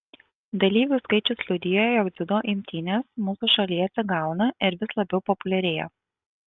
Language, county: Lithuanian, Kaunas